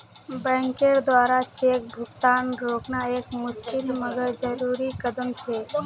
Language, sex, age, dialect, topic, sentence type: Magahi, male, 18-24, Northeastern/Surjapuri, banking, statement